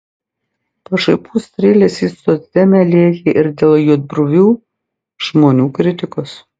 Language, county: Lithuanian, Klaipėda